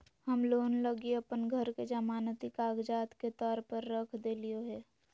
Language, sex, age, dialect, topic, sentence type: Magahi, female, 18-24, Southern, banking, statement